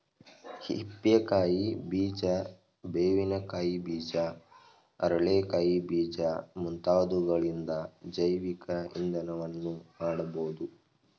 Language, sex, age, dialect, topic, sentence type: Kannada, male, 18-24, Mysore Kannada, agriculture, statement